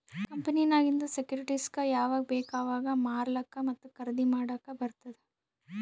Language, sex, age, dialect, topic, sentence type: Kannada, female, 18-24, Northeastern, banking, statement